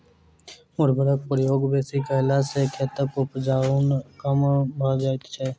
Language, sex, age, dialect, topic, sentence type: Maithili, male, 18-24, Southern/Standard, agriculture, statement